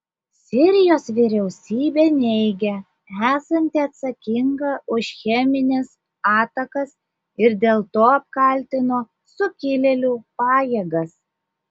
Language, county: Lithuanian, Šiauliai